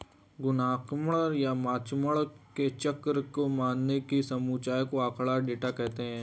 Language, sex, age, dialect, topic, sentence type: Hindi, male, 18-24, Hindustani Malvi Khadi Boli, banking, statement